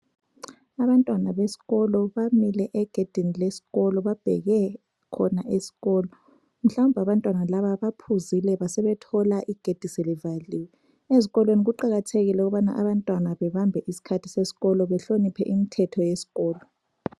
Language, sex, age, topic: North Ndebele, female, 25-35, education